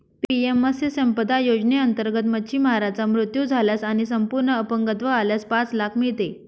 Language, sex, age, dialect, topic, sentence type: Marathi, female, 31-35, Northern Konkan, agriculture, statement